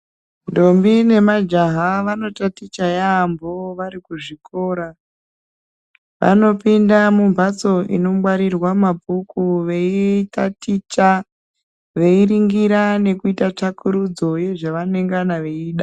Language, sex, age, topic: Ndau, female, 36-49, education